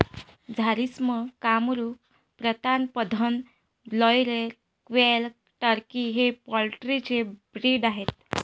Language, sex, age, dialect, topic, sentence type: Marathi, female, 25-30, Varhadi, agriculture, statement